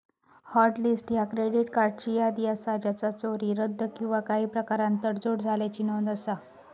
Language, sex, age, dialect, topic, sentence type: Marathi, female, 31-35, Southern Konkan, banking, statement